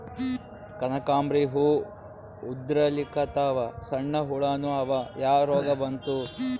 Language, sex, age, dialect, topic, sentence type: Kannada, male, 18-24, Northeastern, agriculture, question